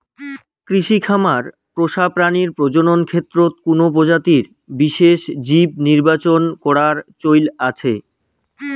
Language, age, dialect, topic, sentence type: Bengali, 25-30, Rajbangshi, agriculture, statement